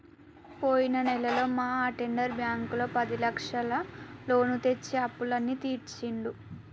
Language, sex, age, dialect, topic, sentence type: Telugu, female, 18-24, Telangana, banking, statement